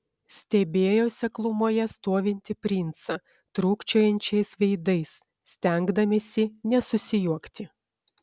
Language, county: Lithuanian, Šiauliai